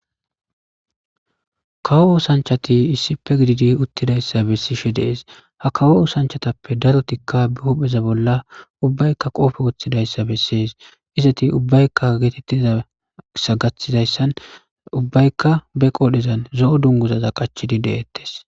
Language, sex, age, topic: Gamo, male, 25-35, government